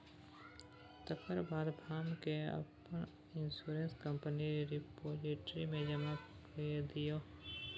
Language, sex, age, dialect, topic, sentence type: Maithili, male, 18-24, Bajjika, banking, statement